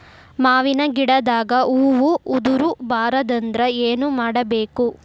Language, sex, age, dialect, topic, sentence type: Kannada, female, 18-24, Dharwad Kannada, agriculture, question